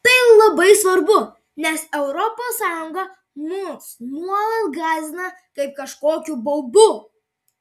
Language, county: Lithuanian, Marijampolė